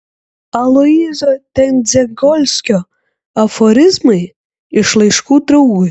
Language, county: Lithuanian, Kaunas